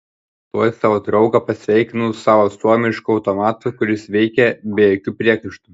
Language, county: Lithuanian, Panevėžys